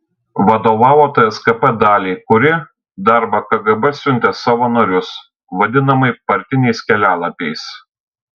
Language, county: Lithuanian, Šiauliai